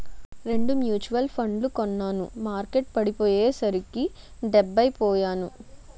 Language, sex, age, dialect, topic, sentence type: Telugu, female, 56-60, Utterandhra, banking, statement